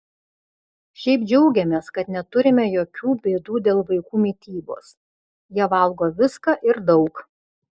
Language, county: Lithuanian, Vilnius